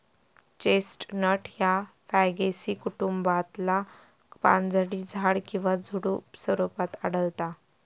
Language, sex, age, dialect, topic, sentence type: Marathi, female, 18-24, Southern Konkan, agriculture, statement